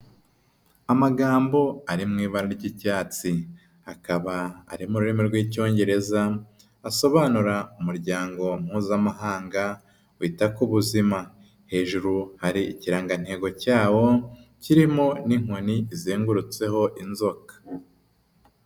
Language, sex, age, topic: Kinyarwanda, female, 18-24, health